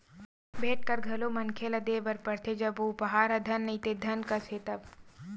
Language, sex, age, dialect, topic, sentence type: Chhattisgarhi, female, 60-100, Western/Budati/Khatahi, banking, statement